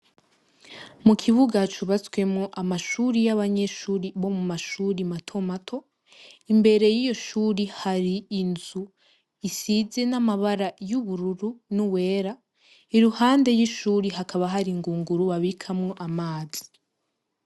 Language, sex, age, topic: Rundi, female, 18-24, education